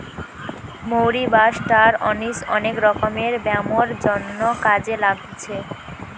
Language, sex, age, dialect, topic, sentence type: Bengali, female, 18-24, Western, agriculture, statement